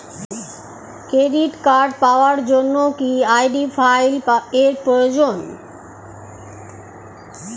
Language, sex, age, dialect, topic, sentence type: Bengali, female, 51-55, Standard Colloquial, banking, question